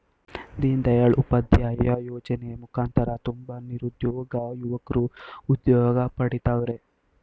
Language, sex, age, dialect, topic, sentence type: Kannada, male, 18-24, Mysore Kannada, banking, statement